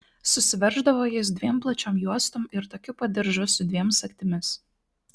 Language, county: Lithuanian, Klaipėda